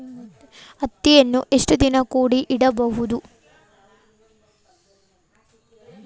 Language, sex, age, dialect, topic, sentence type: Kannada, female, 18-24, Central, agriculture, question